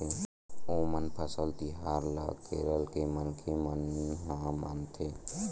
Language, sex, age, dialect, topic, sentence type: Chhattisgarhi, male, 18-24, Western/Budati/Khatahi, agriculture, statement